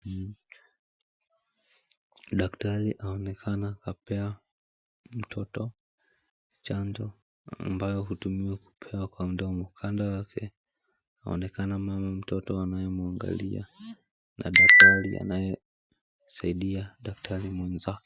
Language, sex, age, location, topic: Swahili, male, 18-24, Mombasa, health